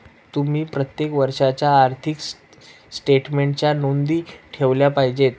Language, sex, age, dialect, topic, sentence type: Marathi, male, 18-24, Northern Konkan, banking, statement